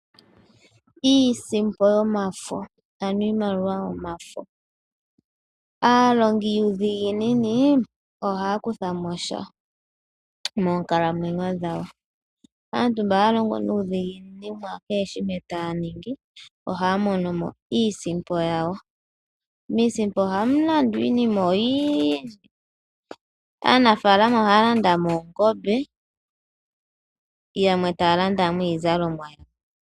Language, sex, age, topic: Oshiwambo, female, 18-24, finance